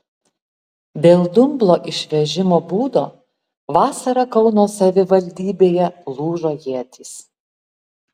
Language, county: Lithuanian, Alytus